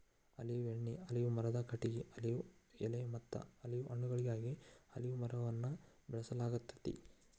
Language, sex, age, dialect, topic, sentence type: Kannada, male, 41-45, Dharwad Kannada, agriculture, statement